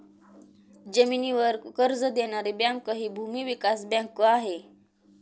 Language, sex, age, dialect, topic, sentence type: Marathi, female, 18-24, Northern Konkan, banking, statement